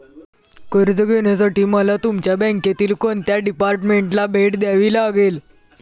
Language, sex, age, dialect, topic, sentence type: Marathi, male, 18-24, Standard Marathi, banking, question